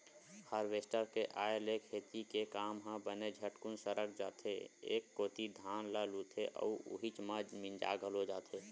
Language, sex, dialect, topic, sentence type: Chhattisgarhi, male, Western/Budati/Khatahi, agriculture, statement